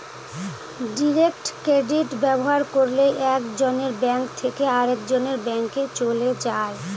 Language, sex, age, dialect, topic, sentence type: Bengali, female, 25-30, Northern/Varendri, banking, statement